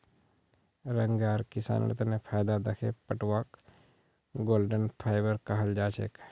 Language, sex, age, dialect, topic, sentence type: Magahi, male, 36-40, Northeastern/Surjapuri, agriculture, statement